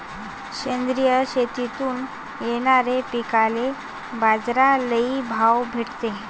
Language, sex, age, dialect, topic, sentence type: Marathi, female, 18-24, Varhadi, agriculture, statement